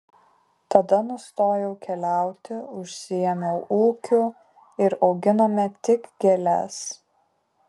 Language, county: Lithuanian, Kaunas